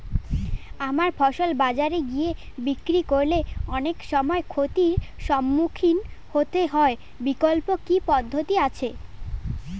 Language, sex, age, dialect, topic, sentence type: Bengali, female, 18-24, Standard Colloquial, agriculture, question